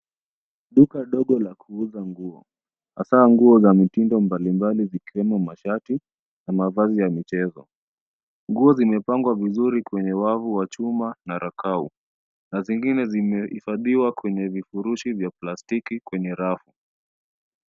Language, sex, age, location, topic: Swahili, male, 25-35, Nairobi, finance